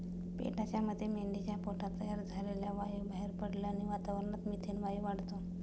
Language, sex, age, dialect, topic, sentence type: Marathi, female, 25-30, Standard Marathi, agriculture, statement